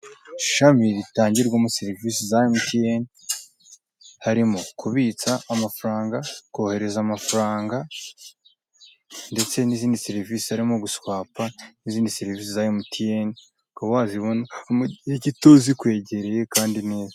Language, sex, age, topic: Kinyarwanda, male, 18-24, finance